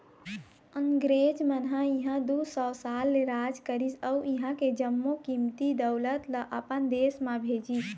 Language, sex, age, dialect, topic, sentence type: Chhattisgarhi, female, 25-30, Eastern, banking, statement